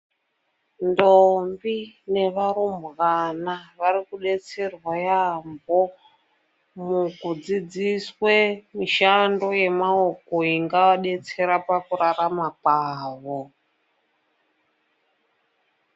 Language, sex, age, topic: Ndau, female, 25-35, health